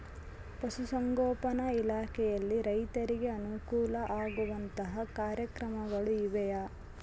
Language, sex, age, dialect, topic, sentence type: Kannada, female, 18-24, Central, agriculture, question